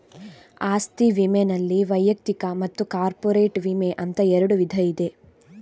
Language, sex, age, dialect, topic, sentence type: Kannada, female, 46-50, Coastal/Dakshin, banking, statement